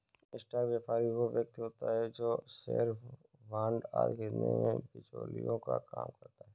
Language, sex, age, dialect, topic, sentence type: Hindi, male, 56-60, Kanauji Braj Bhasha, banking, statement